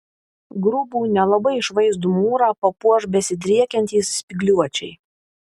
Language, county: Lithuanian, Vilnius